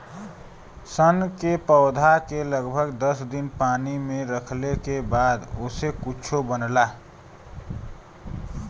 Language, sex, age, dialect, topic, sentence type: Bhojpuri, male, 25-30, Western, agriculture, statement